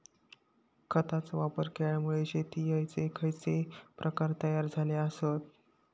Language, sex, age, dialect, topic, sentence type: Marathi, male, 51-55, Southern Konkan, agriculture, question